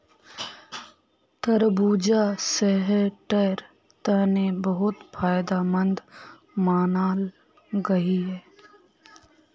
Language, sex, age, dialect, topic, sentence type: Magahi, female, 25-30, Northeastern/Surjapuri, agriculture, statement